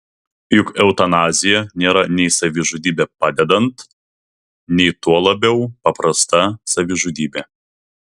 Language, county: Lithuanian, Vilnius